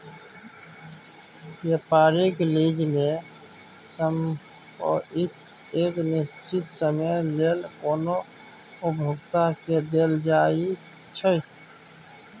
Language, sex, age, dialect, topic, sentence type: Maithili, male, 25-30, Bajjika, banking, statement